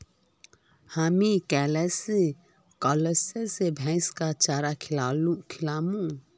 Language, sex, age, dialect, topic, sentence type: Magahi, female, 25-30, Northeastern/Surjapuri, agriculture, statement